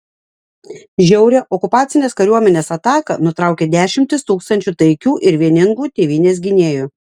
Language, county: Lithuanian, Klaipėda